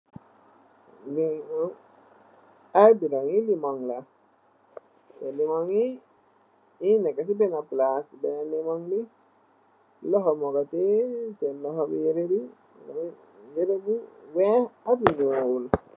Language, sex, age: Wolof, male, 18-24